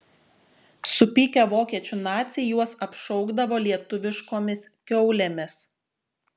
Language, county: Lithuanian, Šiauliai